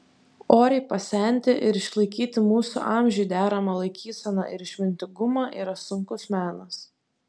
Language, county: Lithuanian, Vilnius